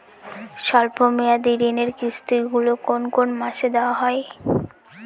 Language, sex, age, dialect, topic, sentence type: Bengali, female, 18-24, Northern/Varendri, banking, question